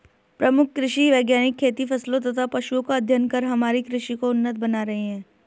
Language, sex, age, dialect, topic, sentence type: Hindi, female, 18-24, Hindustani Malvi Khadi Boli, agriculture, statement